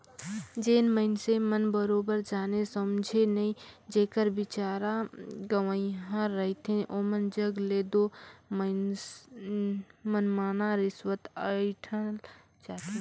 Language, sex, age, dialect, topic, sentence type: Chhattisgarhi, female, 18-24, Northern/Bhandar, banking, statement